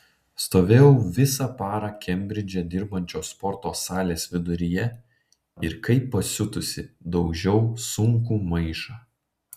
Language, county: Lithuanian, Panevėžys